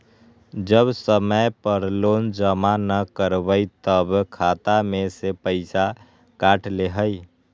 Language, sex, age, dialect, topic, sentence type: Magahi, male, 18-24, Western, banking, question